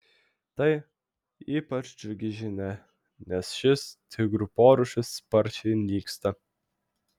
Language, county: Lithuanian, Vilnius